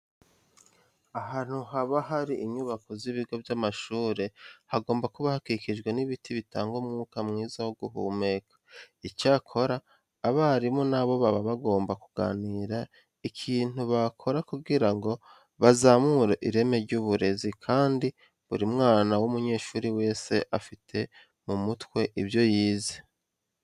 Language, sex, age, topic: Kinyarwanda, male, 25-35, education